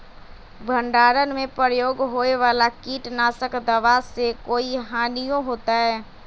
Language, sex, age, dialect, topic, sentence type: Magahi, male, 25-30, Western, agriculture, question